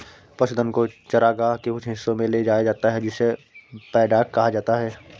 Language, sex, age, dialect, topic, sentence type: Hindi, male, 25-30, Awadhi Bundeli, agriculture, statement